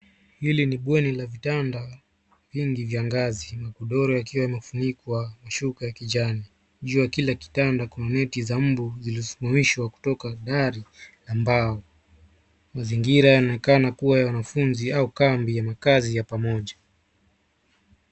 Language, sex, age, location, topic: Swahili, male, 25-35, Nairobi, education